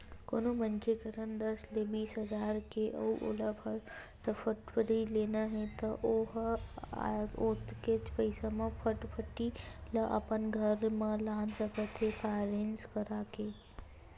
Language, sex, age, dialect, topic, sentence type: Chhattisgarhi, female, 18-24, Western/Budati/Khatahi, banking, statement